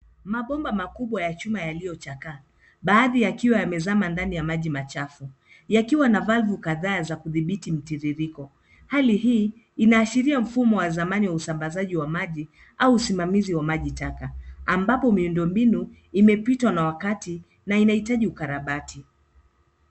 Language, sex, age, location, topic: Swahili, female, 25-35, Nairobi, government